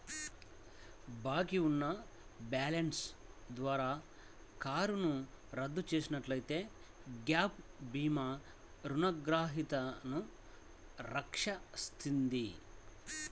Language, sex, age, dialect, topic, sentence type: Telugu, male, 36-40, Central/Coastal, banking, statement